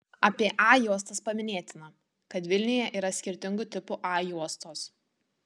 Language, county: Lithuanian, Tauragė